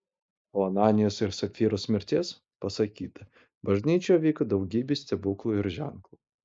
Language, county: Lithuanian, Utena